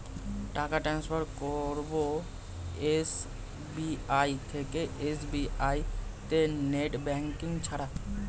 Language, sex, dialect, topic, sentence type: Bengali, male, Standard Colloquial, banking, question